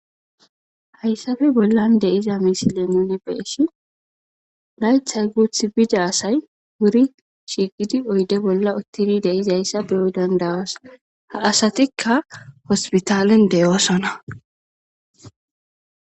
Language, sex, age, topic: Gamo, female, 25-35, government